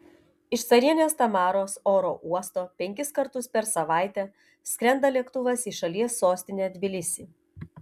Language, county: Lithuanian, Telšiai